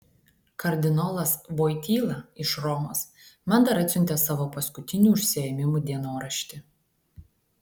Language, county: Lithuanian, Klaipėda